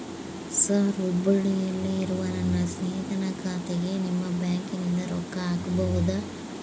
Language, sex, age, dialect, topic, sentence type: Kannada, female, 25-30, Central, banking, question